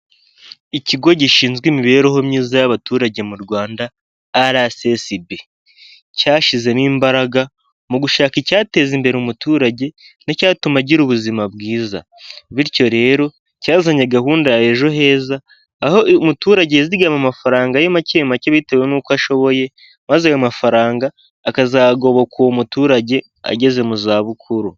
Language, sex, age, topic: Kinyarwanda, male, 18-24, finance